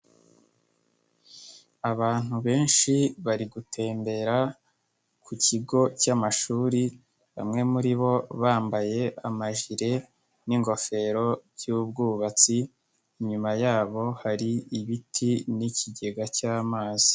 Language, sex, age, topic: Kinyarwanda, male, 18-24, education